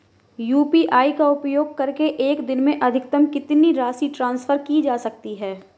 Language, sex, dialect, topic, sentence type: Hindi, female, Marwari Dhudhari, banking, question